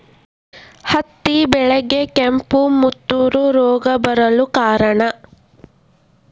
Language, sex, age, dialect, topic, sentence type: Kannada, female, 18-24, Dharwad Kannada, agriculture, question